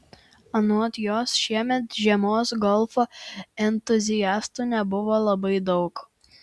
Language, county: Lithuanian, Vilnius